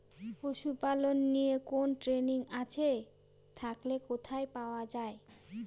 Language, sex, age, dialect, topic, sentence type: Bengali, female, 31-35, Northern/Varendri, agriculture, question